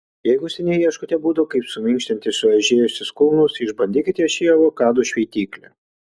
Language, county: Lithuanian, Kaunas